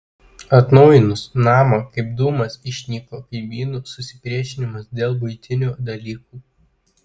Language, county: Lithuanian, Klaipėda